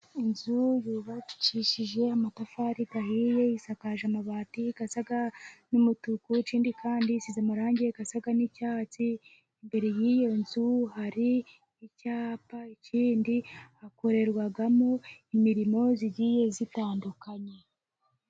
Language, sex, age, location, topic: Kinyarwanda, female, 25-35, Musanze, finance